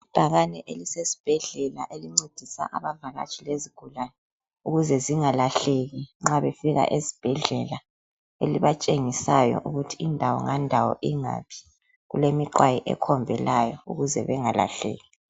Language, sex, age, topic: North Ndebele, female, 25-35, health